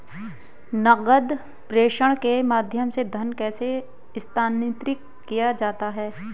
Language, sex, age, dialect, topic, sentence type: Hindi, male, 25-30, Hindustani Malvi Khadi Boli, banking, question